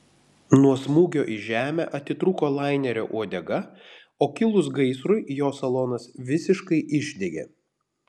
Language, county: Lithuanian, Panevėžys